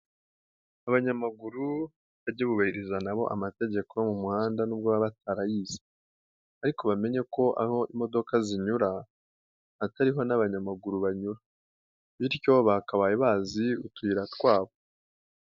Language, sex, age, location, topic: Kinyarwanda, female, 18-24, Nyagatare, government